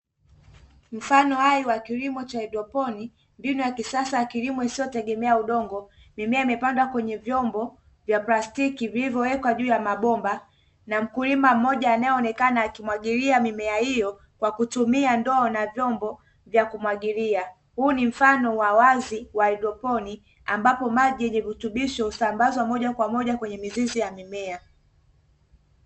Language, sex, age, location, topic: Swahili, female, 18-24, Dar es Salaam, agriculture